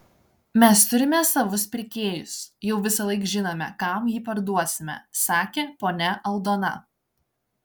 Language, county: Lithuanian, Klaipėda